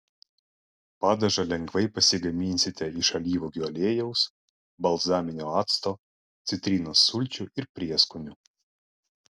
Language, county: Lithuanian, Klaipėda